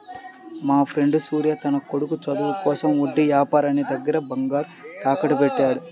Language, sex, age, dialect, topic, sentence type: Telugu, male, 18-24, Central/Coastal, banking, statement